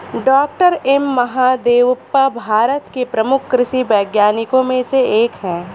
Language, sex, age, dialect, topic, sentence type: Hindi, female, 25-30, Awadhi Bundeli, agriculture, statement